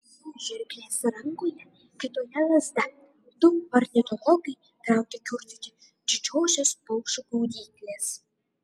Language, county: Lithuanian, Šiauliai